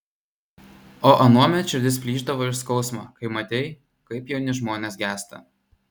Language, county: Lithuanian, Vilnius